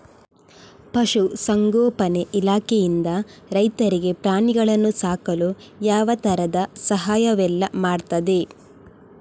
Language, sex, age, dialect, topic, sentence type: Kannada, female, 18-24, Coastal/Dakshin, agriculture, question